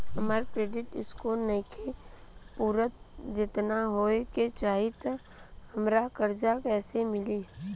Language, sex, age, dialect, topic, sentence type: Bhojpuri, female, 25-30, Southern / Standard, banking, question